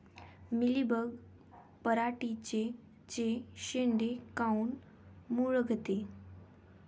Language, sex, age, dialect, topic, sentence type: Marathi, female, 18-24, Varhadi, agriculture, question